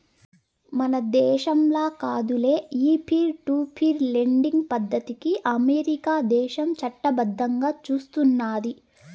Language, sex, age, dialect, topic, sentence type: Telugu, female, 18-24, Southern, banking, statement